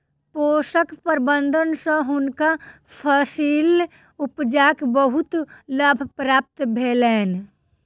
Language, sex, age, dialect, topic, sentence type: Maithili, female, 25-30, Southern/Standard, agriculture, statement